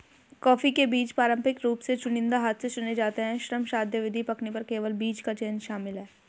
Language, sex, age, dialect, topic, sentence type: Hindi, female, 18-24, Hindustani Malvi Khadi Boli, agriculture, statement